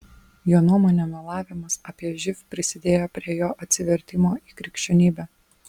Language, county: Lithuanian, Vilnius